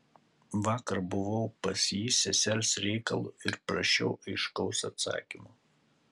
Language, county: Lithuanian, Kaunas